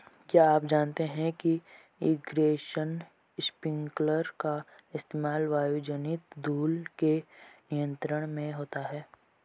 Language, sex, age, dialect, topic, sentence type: Hindi, male, 18-24, Marwari Dhudhari, agriculture, statement